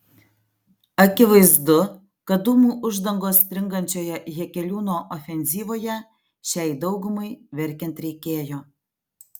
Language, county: Lithuanian, Alytus